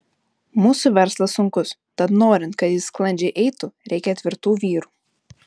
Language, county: Lithuanian, Panevėžys